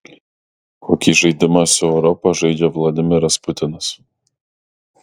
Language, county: Lithuanian, Kaunas